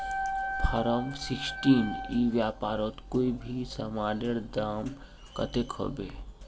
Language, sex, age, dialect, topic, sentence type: Magahi, male, 25-30, Northeastern/Surjapuri, agriculture, question